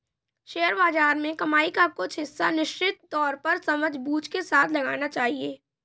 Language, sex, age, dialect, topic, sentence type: Hindi, male, 18-24, Kanauji Braj Bhasha, banking, statement